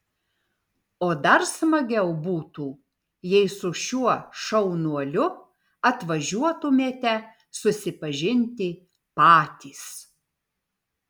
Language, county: Lithuanian, Vilnius